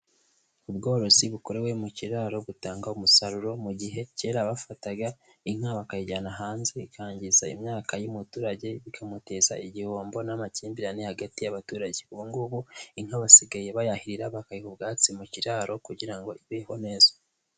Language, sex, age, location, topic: Kinyarwanda, male, 18-24, Huye, agriculture